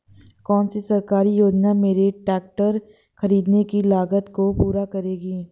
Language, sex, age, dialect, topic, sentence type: Hindi, female, 18-24, Awadhi Bundeli, agriculture, question